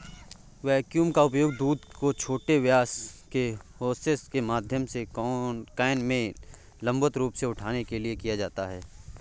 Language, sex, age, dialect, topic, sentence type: Hindi, male, 18-24, Awadhi Bundeli, agriculture, statement